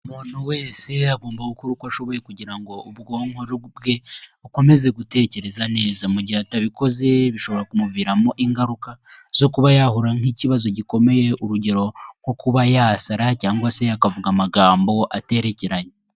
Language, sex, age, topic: Kinyarwanda, male, 18-24, health